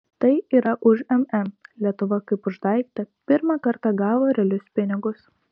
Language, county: Lithuanian, Kaunas